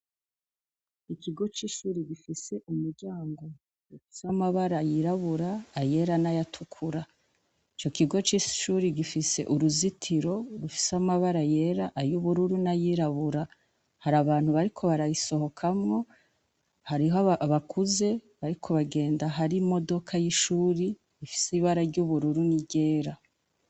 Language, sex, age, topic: Rundi, female, 25-35, education